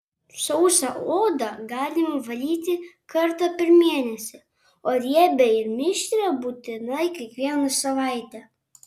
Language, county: Lithuanian, Kaunas